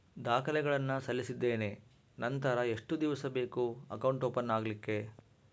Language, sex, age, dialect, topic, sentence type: Kannada, male, 46-50, Central, banking, question